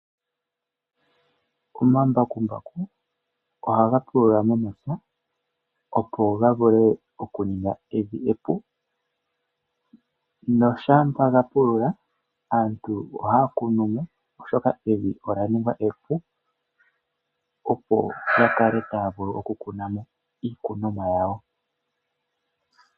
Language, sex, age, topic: Oshiwambo, male, 18-24, agriculture